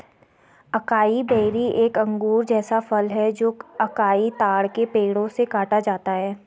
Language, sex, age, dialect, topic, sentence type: Hindi, female, 60-100, Garhwali, agriculture, statement